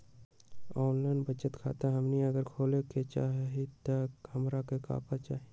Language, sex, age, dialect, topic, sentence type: Magahi, male, 18-24, Western, banking, question